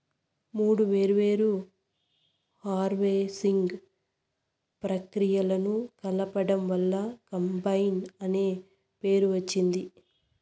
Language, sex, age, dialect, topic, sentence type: Telugu, female, 56-60, Southern, agriculture, statement